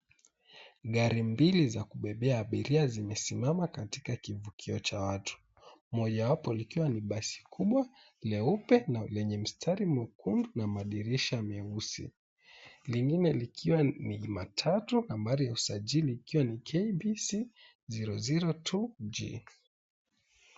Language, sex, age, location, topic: Swahili, male, 18-24, Mombasa, government